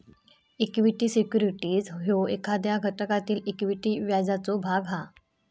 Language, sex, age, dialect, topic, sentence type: Marathi, female, 18-24, Southern Konkan, banking, statement